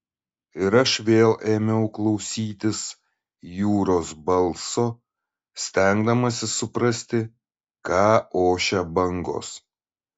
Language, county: Lithuanian, Šiauliai